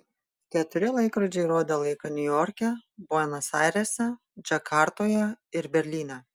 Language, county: Lithuanian, Panevėžys